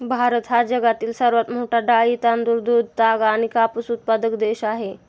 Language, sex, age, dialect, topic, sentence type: Marathi, male, 18-24, Standard Marathi, agriculture, statement